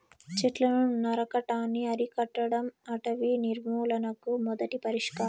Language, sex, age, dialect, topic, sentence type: Telugu, female, 18-24, Southern, agriculture, statement